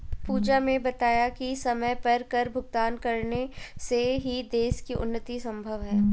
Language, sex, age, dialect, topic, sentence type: Hindi, female, 25-30, Marwari Dhudhari, banking, statement